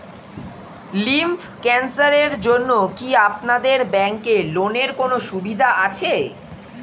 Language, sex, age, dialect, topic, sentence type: Bengali, female, 36-40, Standard Colloquial, banking, question